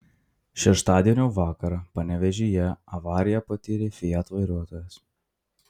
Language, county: Lithuanian, Marijampolė